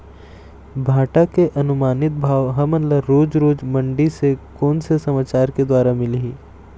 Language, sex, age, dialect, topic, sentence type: Chhattisgarhi, male, 18-24, Eastern, agriculture, question